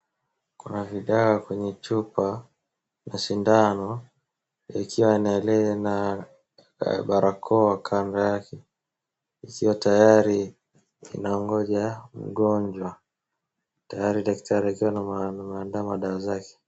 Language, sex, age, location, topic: Swahili, male, 18-24, Wajir, health